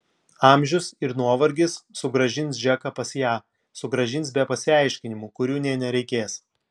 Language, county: Lithuanian, Klaipėda